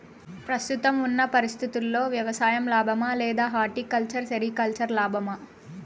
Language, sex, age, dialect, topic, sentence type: Telugu, female, 18-24, Southern, agriculture, question